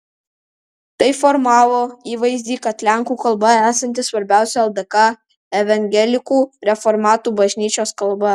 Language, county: Lithuanian, Alytus